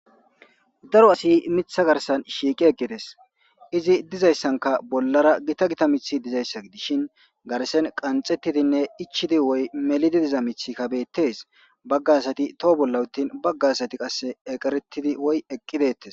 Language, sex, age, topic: Gamo, male, 25-35, government